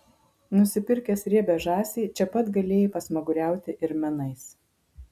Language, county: Lithuanian, Marijampolė